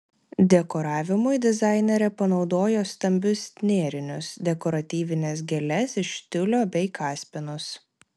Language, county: Lithuanian, Klaipėda